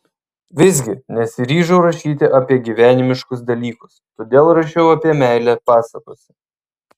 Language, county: Lithuanian, Vilnius